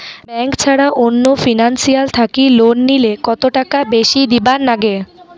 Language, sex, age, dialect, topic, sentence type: Bengali, female, 41-45, Rajbangshi, banking, question